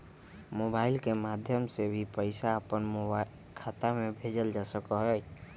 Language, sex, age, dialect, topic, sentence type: Magahi, female, 25-30, Western, banking, statement